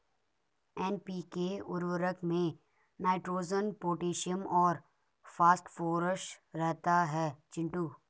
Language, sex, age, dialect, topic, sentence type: Hindi, male, 18-24, Garhwali, agriculture, statement